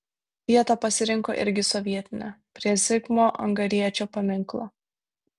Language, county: Lithuanian, Vilnius